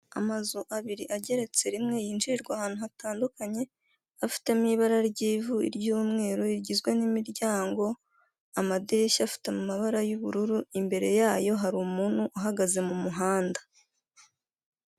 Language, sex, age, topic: Kinyarwanda, female, 25-35, finance